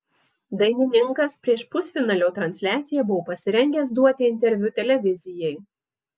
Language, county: Lithuanian, Marijampolė